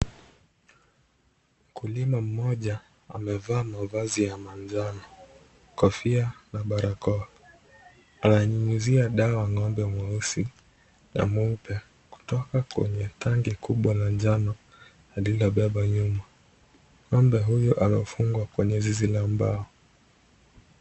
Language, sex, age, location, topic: Swahili, male, 25-35, Kisumu, agriculture